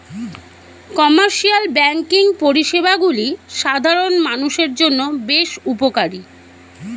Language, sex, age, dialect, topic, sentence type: Bengali, female, 31-35, Standard Colloquial, banking, statement